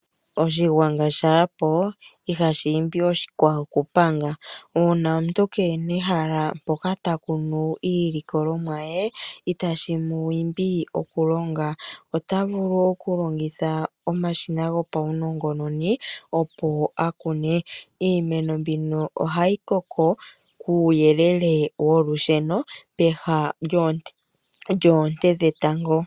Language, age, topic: Oshiwambo, 25-35, agriculture